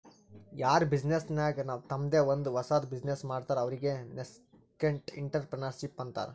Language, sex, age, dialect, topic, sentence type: Kannada, male, 18-24, Northeastern, banking, statement